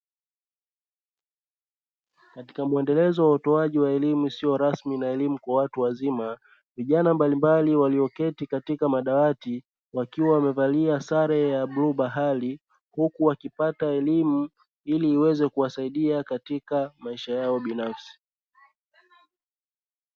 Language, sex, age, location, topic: Swahili, male, 25-35, Dar es Salaam, education